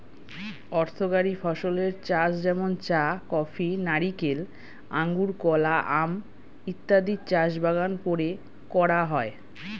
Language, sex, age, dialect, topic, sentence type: Bengali, female, 31-35, Standard Colloquial, agriculture, statement